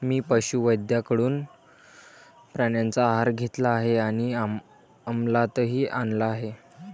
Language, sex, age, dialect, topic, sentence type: Marathi, male, 18-24, Varhadi, agriculture, statement